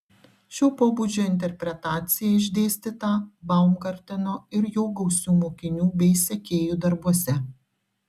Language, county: Lithuanian, Šiauliai